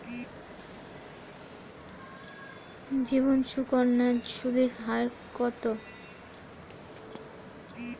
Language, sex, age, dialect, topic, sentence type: Bengali, female, 25-30, Standard Colloquial, banking, question